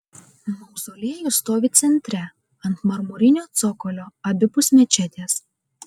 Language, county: Lithuanian, Kaunas